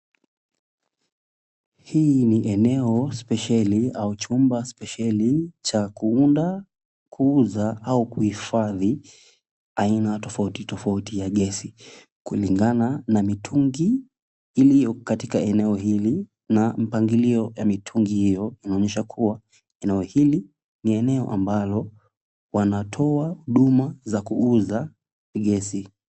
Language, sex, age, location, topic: Swahili, male, 25-35, Kisumu, health